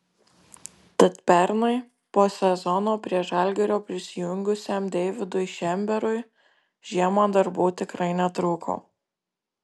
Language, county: Lithuanian, Marijampolė